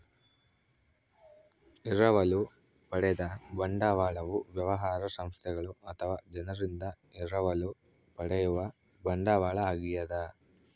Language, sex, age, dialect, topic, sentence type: Kannada, male, 18-24, Central, banking, statement